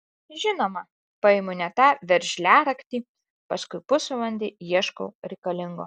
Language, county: Lithuanian, Alytus